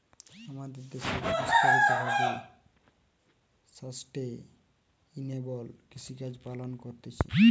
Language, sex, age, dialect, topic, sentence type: Bengali, male, 18-24, Western, agriculture, statement